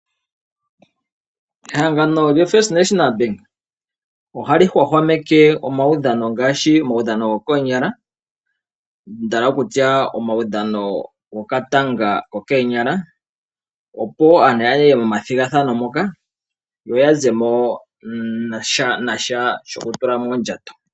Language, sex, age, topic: Oshiwambo, male, 25-35, finance